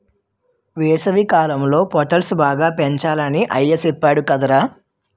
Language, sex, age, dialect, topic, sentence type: Telugu, male, 18-24, Utterandhra, agriculture, statement